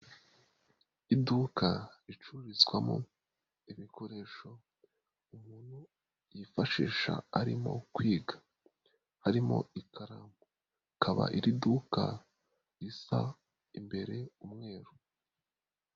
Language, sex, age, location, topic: Kinyarwanda, male, 25-35, Nyagatare, finance